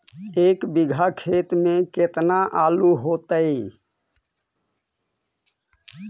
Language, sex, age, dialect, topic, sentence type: Magahi, male, 41-45, Central/Standard, agriculture, question